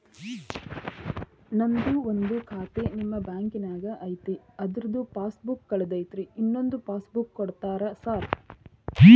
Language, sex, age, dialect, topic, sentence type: Kannada, female, 31-35, Dharwad Kannada, banking, question